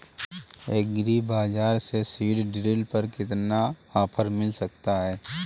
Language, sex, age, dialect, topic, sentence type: Hindi, female, 18-24, Awadhi Bundeli, agriculture, question